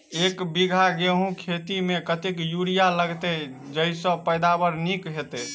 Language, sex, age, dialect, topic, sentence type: Maithili, male, 18-24, Southern/Standard, agriculture, question